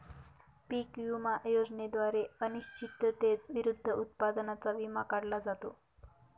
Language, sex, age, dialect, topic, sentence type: Marathi, female, 18-24, Northern Konkan, agriculture, statement